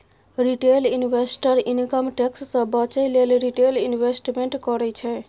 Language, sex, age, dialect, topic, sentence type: Maithili, female, 18-24, Bajjika, banking, statement